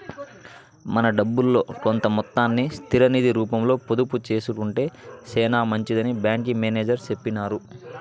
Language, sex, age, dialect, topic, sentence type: Telugu, male, 18-24, Southern, banking, statement